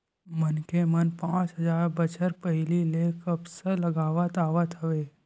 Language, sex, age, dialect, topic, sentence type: Chhattisgarhi, male, 18-24, Western/Budati/Khatahi, agriculture, statement